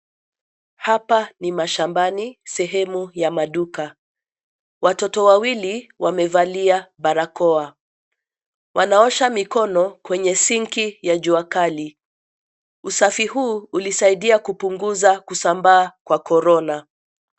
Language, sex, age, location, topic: Swahili, female, 50+, Nairobi, health